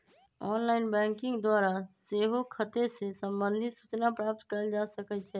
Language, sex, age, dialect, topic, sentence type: Magahi, female, 25-30, Western, banking, statement